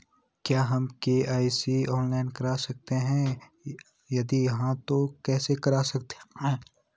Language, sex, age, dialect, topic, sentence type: Hindi, male, 18-24, Garhwali, banking, question